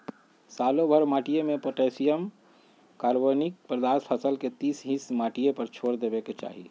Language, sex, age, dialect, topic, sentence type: Magahi, male, 46-50, Western, agriculture, statement